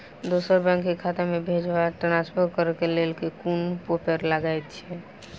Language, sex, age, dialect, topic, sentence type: Maithili, female, 18-24, Southern/Standard, banking, question